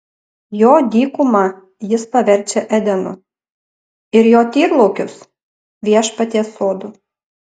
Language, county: Lithuanian, Panevėžys